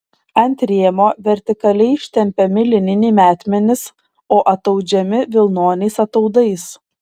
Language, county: Lithuanian, Šiauliai